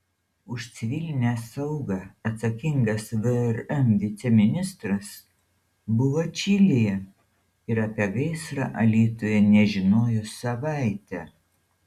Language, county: Lithuanian, Šiauliai